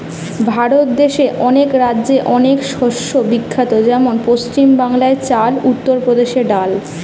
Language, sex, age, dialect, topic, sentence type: Bengali, female, 18-24, Western, agriculture, statement